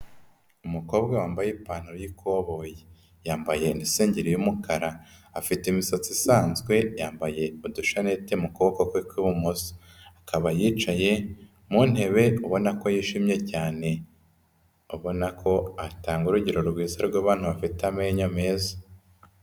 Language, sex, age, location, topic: Kinyarwanda, male, 25-35, Kigali, health